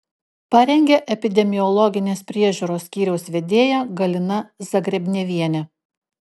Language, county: Lithuanian, Klaipėda